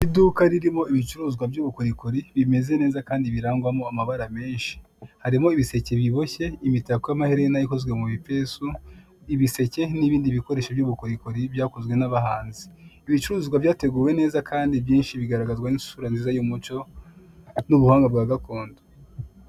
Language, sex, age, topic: Kinyarwanda, male, 25-35, finance